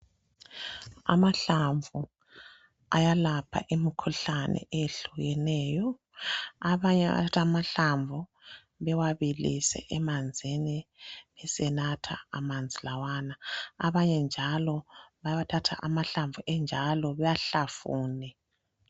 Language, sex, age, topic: North Ndebele, male, 25-35, health